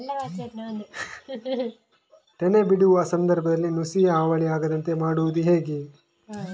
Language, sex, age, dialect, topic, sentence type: Kannada, male, 18-24, Coastal/Dakshin, agriculture, question